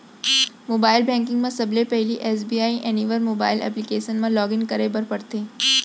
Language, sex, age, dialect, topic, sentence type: Chhattisgarhi, female, 25-30, Central, banking, statement